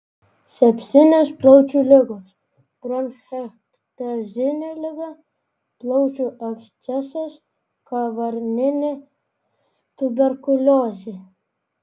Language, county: Lithuanian, Vilnius